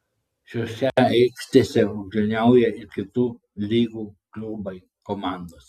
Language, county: Lithuanian, Klaipėda